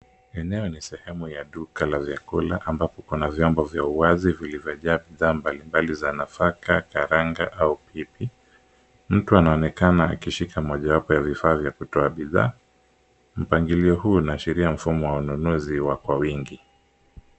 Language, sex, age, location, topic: Swahili, male, 25-35, Nairobi, finance